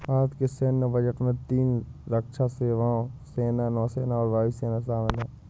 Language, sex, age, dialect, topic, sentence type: Hindi, male, 18-24, Awadhi Bundeli, banking, statement